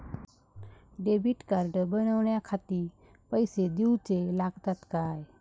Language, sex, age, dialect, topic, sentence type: Marathi, female, 18-24, Southern Konkan, banking, question